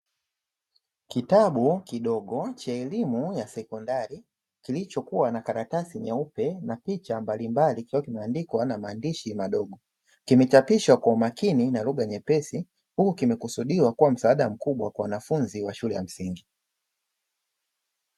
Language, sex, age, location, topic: Swahili, male, 25-35, Dar es Salaam, education